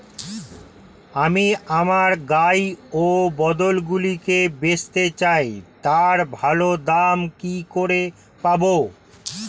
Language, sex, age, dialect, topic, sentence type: Bengali, male, 46-50, Standard Colloquial, agriculture, question